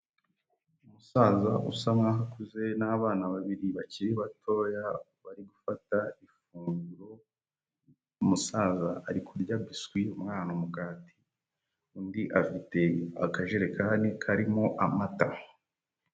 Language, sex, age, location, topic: Kinyarwanda, male, 18-24, Huye, health